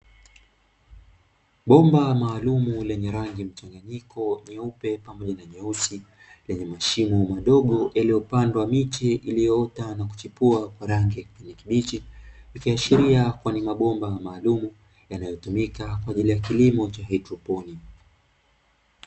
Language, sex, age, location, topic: Swahili, male, 25-35, Dar es Salaam, agriculture